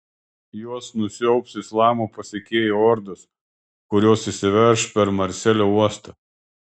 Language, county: Lithuanian, Klaipėda